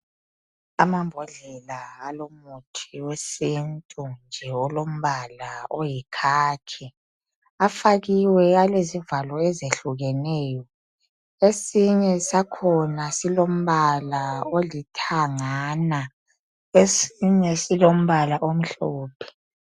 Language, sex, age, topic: North Ndebele, male, 25-35, health